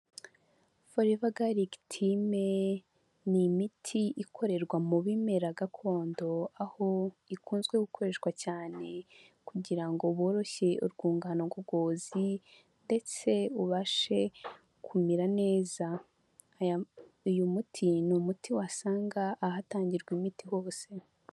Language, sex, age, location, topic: Kinyarwanda, female, 25-35, Huye, health